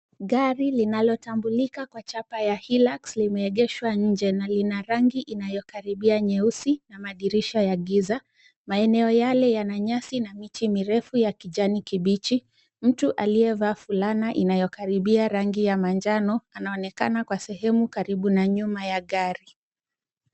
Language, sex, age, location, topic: Swahili, female, 25-35, Kisumu, finance